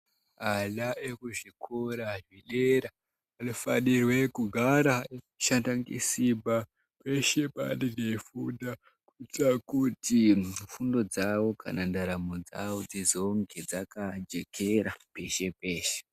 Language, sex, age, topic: Ndau, male, 18-24, education